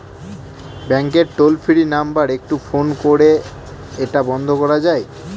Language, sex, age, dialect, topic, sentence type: Bengali, male, 18-24, Northern/Varendri, banking, question